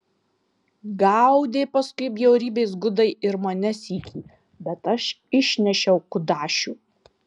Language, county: Lithuanian, Marijampolė